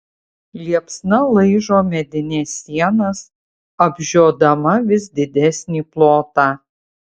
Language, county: Lithuanian, Utena